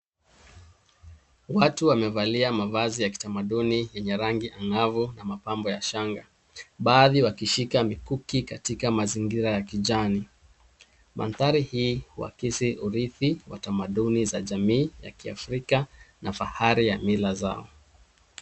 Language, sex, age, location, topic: Swahili, male, 36-49, Nairobi, government